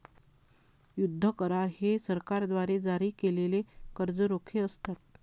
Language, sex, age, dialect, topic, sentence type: Marathi, female, 41-45, Varhadi, banking, statement